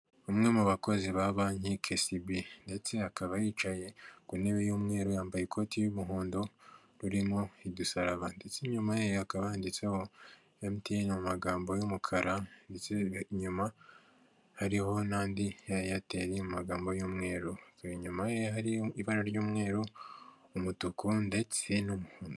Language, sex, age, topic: Kinyarwanda, male, 18-24, government